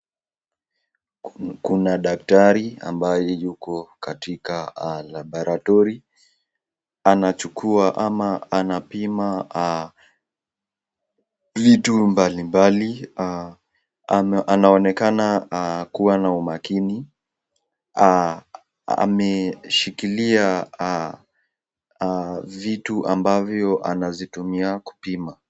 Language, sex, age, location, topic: Swahili, female, 36-49, Nakuru, health